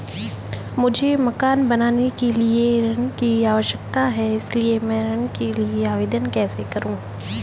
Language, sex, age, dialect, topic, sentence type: Hindi, female, 18-24, Marwari Dhudhari, banking, question